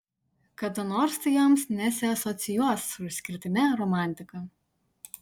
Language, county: Lithuanian, Utena